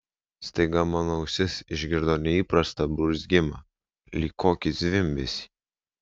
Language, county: Lithuanian, Vilnius